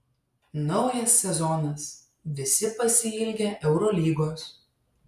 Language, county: Lithuanian, Šiauliai